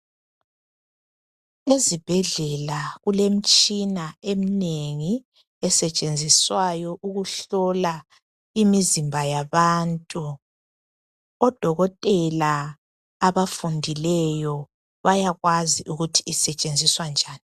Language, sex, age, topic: North Ndebele, male, 25-35, health